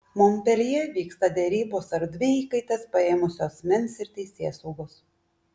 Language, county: Lithuanian, Klaipėda